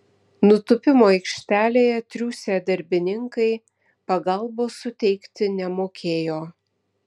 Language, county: Lithuanian, Vilnius